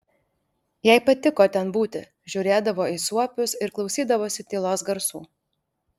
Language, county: Lithuanian, Alytus